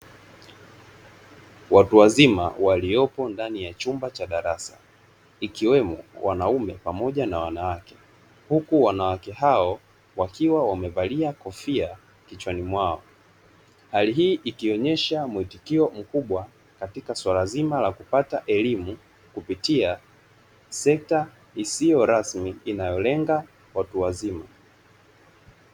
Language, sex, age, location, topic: Swahili, male, 25-35, Dar es Salaam, education